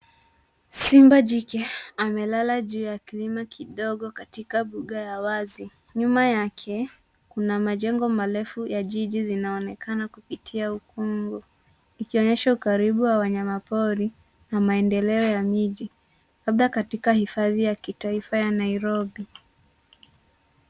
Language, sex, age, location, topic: Swahili, female, 18-24, Nairobi, government